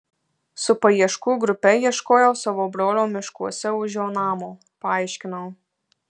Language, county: Lithuanian, Marijampolė